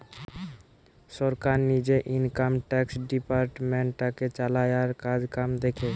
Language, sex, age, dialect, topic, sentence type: Bengali, male, <18, Western, banking, statement